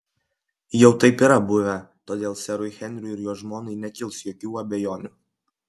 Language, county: Lithuanian, Kaunas